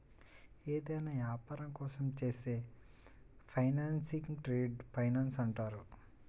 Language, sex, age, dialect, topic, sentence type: Telugu, male, 18-24, Central/Coastal, banking, statement